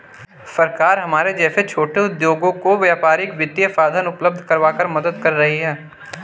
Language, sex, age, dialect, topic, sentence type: Hindi, male, 18-24, Marwari Dhudhari, banking, statement